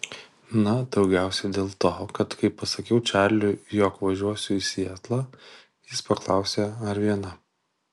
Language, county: Lithuanian, Kaunas